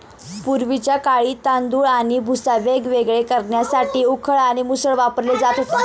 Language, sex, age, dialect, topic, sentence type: Marathi, female, 18-24, Standard Marathi, agriculture, statement